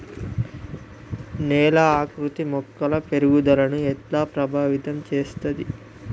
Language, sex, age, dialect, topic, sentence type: Telugu, male, 18-24, Telangana, agriculture, statement